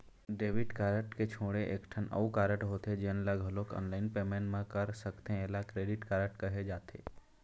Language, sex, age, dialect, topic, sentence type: Chhattisgarhi, male, 25-30, Eastern, banking, statement